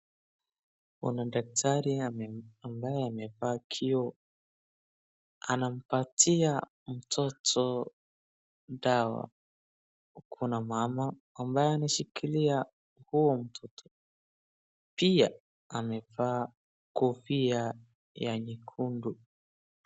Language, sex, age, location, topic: Swahili, male, 36-49, Wajir, health